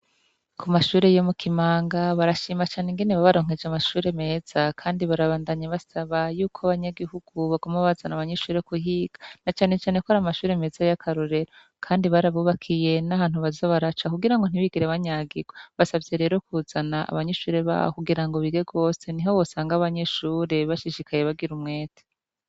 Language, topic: Rundi, education